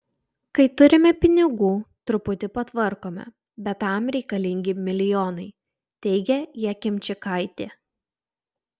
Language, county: Lithuanian, Utena